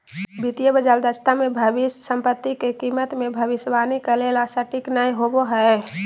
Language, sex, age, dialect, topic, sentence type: Magahi, female, 18-24, Southern, banking, statement